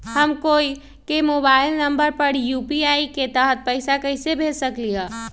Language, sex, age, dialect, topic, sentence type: Magahi, male, 51-55, Western, banking, question